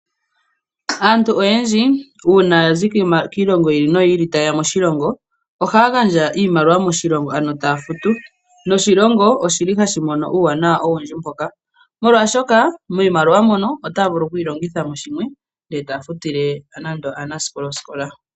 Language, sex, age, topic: Oshiwambo, female, 25-35, agriculture